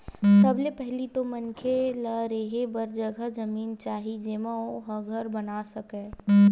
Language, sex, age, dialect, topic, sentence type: Chhattisgarhi, female, 41-45, Western/Budati/Khatahi, agriculture, statement